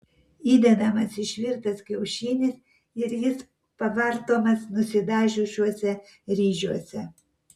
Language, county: Lithuanian, Vilnius